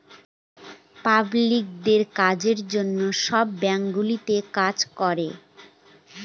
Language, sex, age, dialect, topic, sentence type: Bengali, female, 18-24, Northern/Varendri, banking, statement